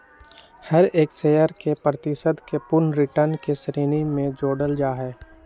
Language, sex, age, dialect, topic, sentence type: Magahi, male, 18-24, Western, banking, statement